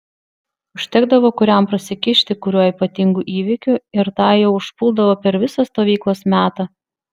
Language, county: Lithuanian, Vilnius